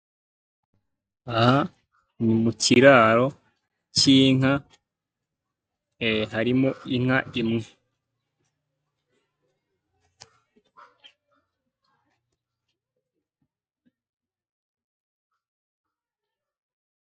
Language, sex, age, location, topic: Kinyarwanda, male, 18-24, Nyagatare, agriculture